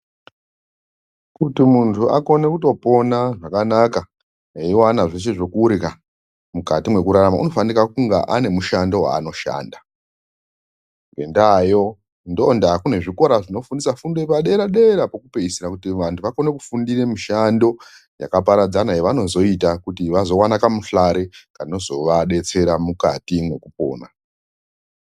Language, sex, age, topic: Ndau, female, 25-35, education